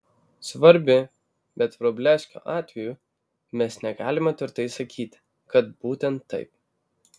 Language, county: Lithuanian, Vilnius